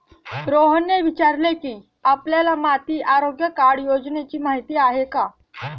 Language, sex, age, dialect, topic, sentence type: Marathi, female, 18-24, Standard Marathi, agriculture, statement